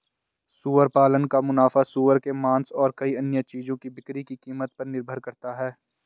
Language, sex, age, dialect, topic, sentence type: Hindi, male, 18-24, Garhwali, agriculture, statement